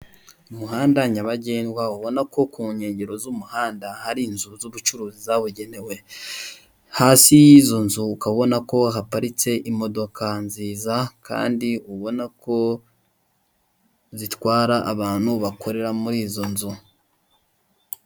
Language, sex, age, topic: Kinyarwanda, male, 18-24, government